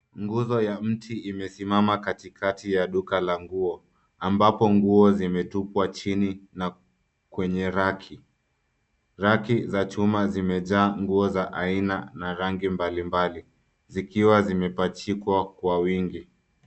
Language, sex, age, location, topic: Swahili, male, 25-35, Nairobi, finance